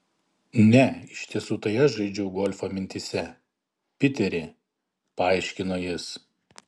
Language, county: Lithuanian, Panevėžys